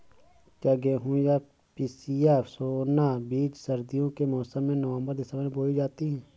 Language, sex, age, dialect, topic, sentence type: Hindi, male, 18-24, Awadhi Bundeli, agriculture, question